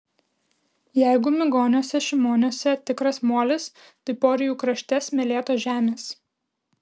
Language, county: Lithuanian, Kaunas